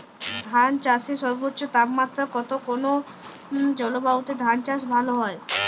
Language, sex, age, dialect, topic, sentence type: Bengali, female, 18-24, Jharkhandi, agriculture, question